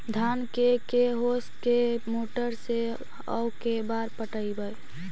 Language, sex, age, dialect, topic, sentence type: Magahi, female, 25-30, Central/Standard, agriculture, question